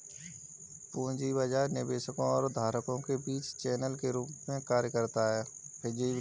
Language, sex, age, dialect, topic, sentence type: Hindi, female, 25-30, Kanauji Braj Bhasha, banking, statement